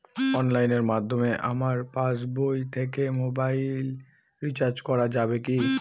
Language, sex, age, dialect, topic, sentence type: Bengali, female, 36-40, Northern/Varendri, banking, question